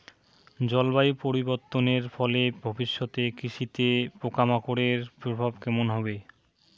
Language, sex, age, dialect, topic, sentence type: Bengali, male, 18-24, Rajbangshi, agriculture, question